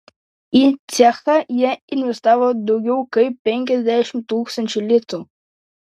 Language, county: Lithuanian, Panevėžys